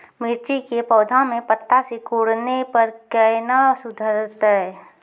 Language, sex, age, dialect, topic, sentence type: Maithili, female, 18-24, Angika, agriculture, question